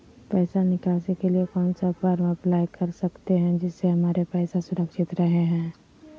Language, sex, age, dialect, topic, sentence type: Magahi, female, 51-55, Southern, banking, question